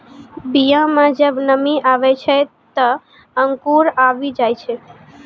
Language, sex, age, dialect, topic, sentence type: Maithili, female, 18-24, Angika, agriculture, statement